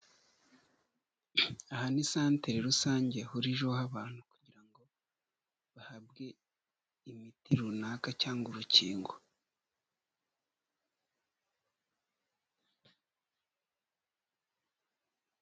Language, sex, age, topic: Kinyarwanda, male, 25-35, health